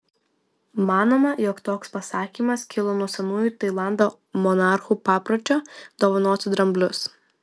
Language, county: Lithuanian, Vilnius